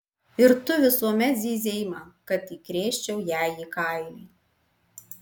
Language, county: Lithuanian, Alytus